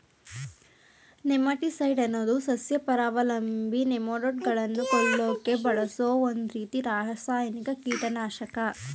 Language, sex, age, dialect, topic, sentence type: Kannada, female, 18-24, Mysore Kannada, agriculture, statement